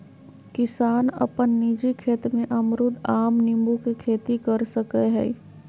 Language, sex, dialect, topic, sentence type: Magahi, female, Southern, agriculture, statement